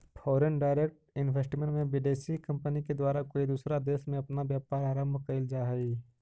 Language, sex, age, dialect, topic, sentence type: Magahi, male, 25-30, Central/Standard, banking, statement